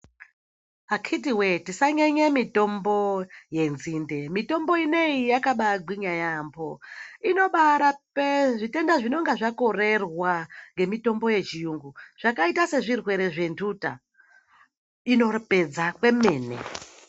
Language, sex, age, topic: Ndau, male, 18-24, health